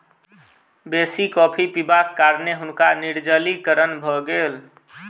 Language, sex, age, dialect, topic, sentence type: Maithili, male, 25-30, Southern/Standard, agriculture, statement